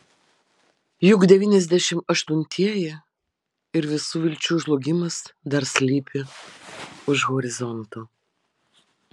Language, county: Lithuanian, Vilnius